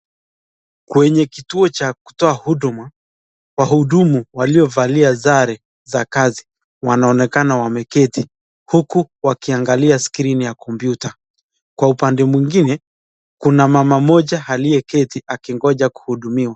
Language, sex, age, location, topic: Swahili, male, 25-35, Nakuru, government